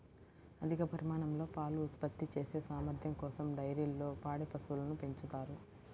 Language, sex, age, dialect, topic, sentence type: Telugu, female, 18-24, Central/Coastal, agriculture, statement